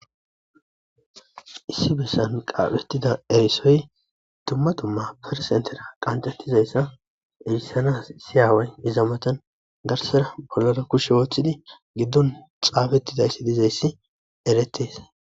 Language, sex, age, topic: Gamo, male, 25-35, government